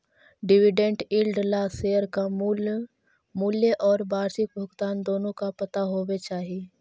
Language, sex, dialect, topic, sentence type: Magahi, female, Central/Standard, agriculture, statement